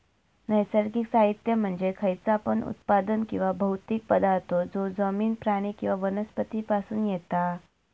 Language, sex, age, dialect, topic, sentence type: Marathi, female, 25-30, Southern Konkan, agriculture, statement